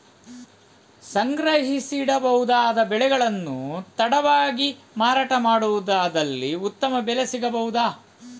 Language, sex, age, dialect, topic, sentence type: Kannada, male, 41-45, Coastal/Dakshin, agriculture, question